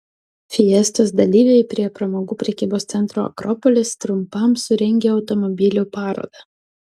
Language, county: Lithuanian, Utena